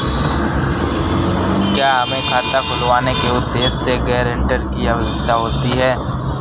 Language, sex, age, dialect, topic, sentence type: Hindi, female, 18-24, Awadhi Bundeli, banking, question